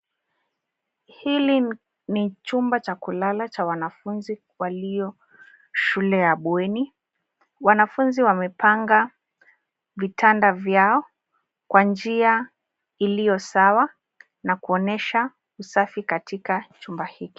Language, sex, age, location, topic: Swahili, female, 25-35, Nairobi, education